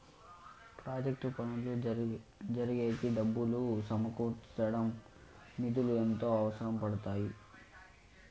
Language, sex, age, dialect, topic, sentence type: Telugu, male, 18-24, Southern, banking, statement